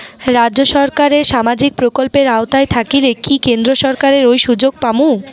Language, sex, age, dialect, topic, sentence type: Bengali, female, 41-45, Rajbangshi, banking, question